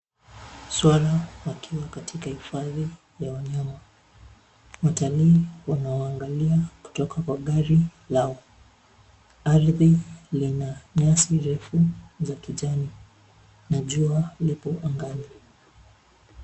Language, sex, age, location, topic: Swahili, male, 18-24, Nairobi, government